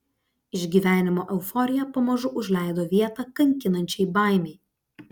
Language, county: Lithuanian, Klaipėda